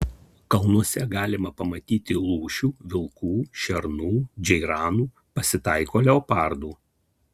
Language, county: Lithuanian, Kaunas